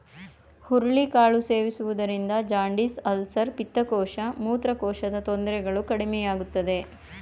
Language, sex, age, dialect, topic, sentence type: Kannada, female, 41-45, Mysore Kannada, agriculture, statement